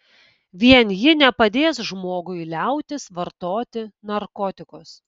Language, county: Lithuanian, Kaunas